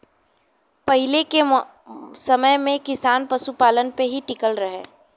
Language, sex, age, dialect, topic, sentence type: Bhojpuri, female, 18-24, Western, agriculture, statement